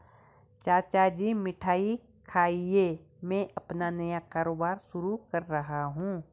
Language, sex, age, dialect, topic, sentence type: Hindi, female, 46-50, Garhwali, banking, statement